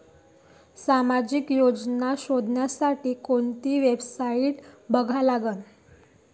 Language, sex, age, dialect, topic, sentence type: Marathi, female, 18-24, Varhadi, banking, question